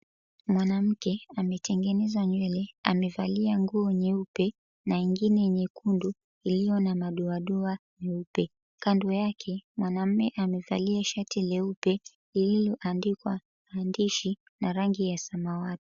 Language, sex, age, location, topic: Swahili, female, 36-49, Mombasa, health